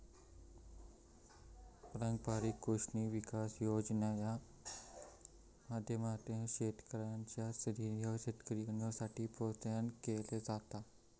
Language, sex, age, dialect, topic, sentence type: Marathi, male, 18-24, Southern Konkan, agriculture, statement